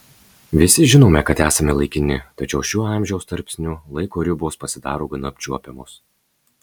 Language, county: Lithuanian, Marijampolė